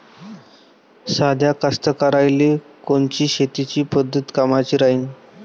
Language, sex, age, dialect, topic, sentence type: Marathi, male, 18-24, Varhadi, agriculture, question